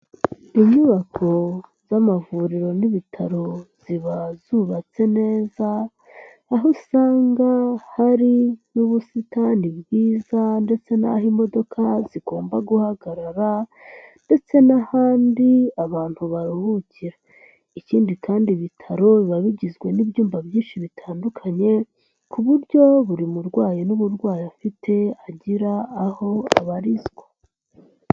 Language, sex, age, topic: Kinyarwanda, male, 25-35, health